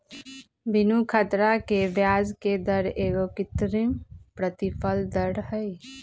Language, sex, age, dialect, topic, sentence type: Magahi, female, 25-30, Western, banking, statement